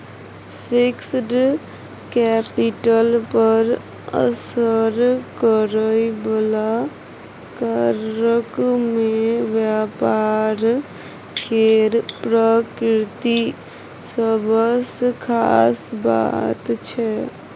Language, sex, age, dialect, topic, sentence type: Maithili, female, 60-100, Bajjika, banking, statement